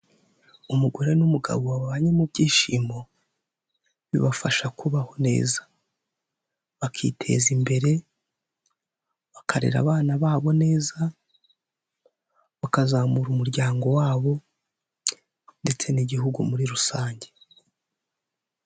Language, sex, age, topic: Kinyarwanda, male, 18-24, health